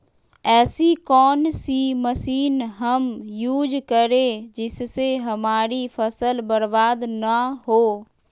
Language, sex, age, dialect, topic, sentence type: Magahi, female, 31-35, Western, agriculture, question